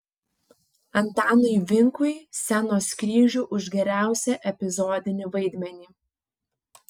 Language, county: Lithuanian, Panevėžys